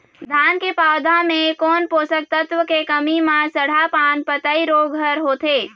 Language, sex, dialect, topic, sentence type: Chhattisgarhi, female, Eastern, agriculture, question